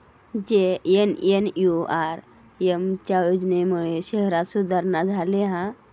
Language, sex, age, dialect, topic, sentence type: Marathi, female, 31-35, Southern Konkan, banking, statement